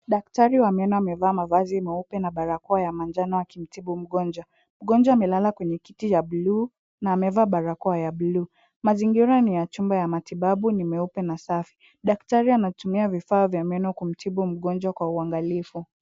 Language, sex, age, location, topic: Swahili, female, 18-24, Kisumu, health